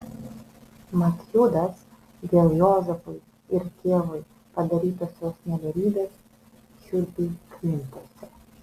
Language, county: Lithuanian, Vilnius